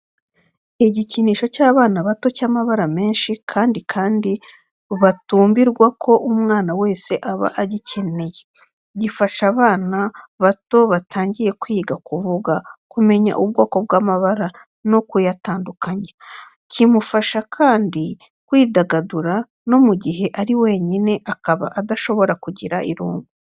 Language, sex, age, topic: Kinyarwanda, female, 36-49, education